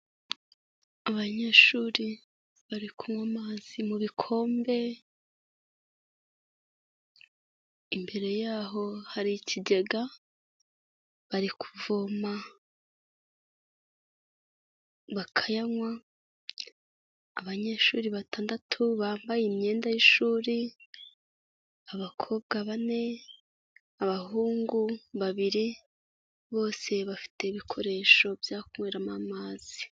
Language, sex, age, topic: Kinyarwanda, female, 25-35, health